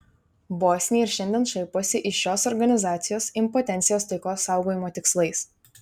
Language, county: Lithuanian, Vilnius